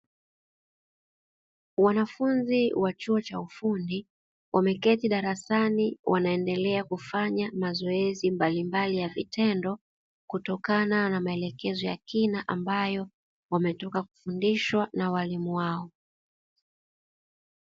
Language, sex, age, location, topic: Swahili, female, 36-49, Dar es Salaam, education